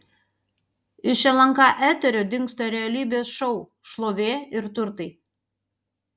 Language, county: Lithuanian, Panevėžys